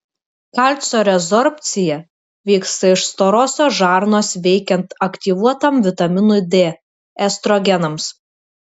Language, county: Lithuanian, Kaunas